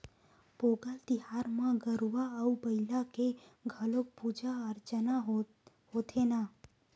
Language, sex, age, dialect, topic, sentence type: Chhattisgarhi, female, 18-24, Western/Budati/Khatahi, agriculture, statement